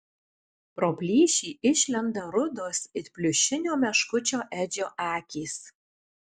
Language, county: Lithuanian, Alytus